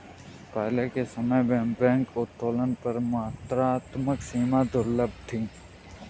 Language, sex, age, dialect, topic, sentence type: Hindi, male, 18-24, Kanauji Braj Bhasha, banking, statement